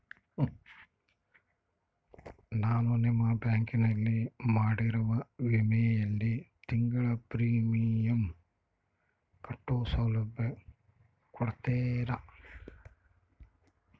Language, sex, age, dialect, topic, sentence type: Kannada, male, 51-55, Central, banking, question